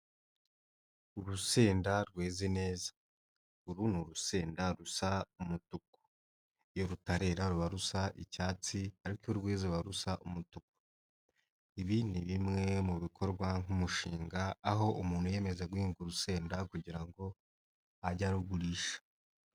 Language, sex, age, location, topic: Kinyarwanda, male, 25-35, Nyagatare, agriculture